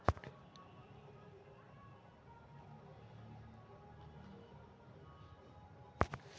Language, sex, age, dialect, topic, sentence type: Magahi, female, 18-24, Western, banking, statement